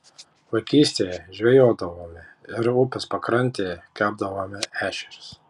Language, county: Lithuanian, Panevėžys